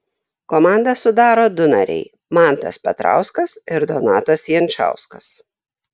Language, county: Lithuanian, Šiauliai